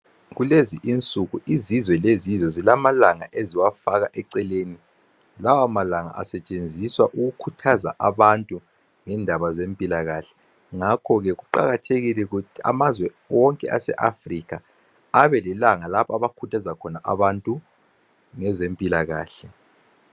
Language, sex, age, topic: North Ndebele, male, 36-49, health